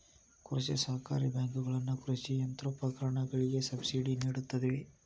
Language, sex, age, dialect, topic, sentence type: Kannada, male, 18-24, Dharwad Kannada, agriculture, statement